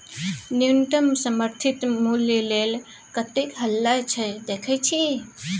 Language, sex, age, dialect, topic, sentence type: Maithili, female, 25-30, Bajjika, agriculture, statement